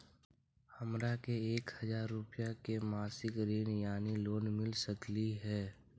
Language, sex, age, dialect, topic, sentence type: Magahi, male, 60-100, Central/Standard, banking, question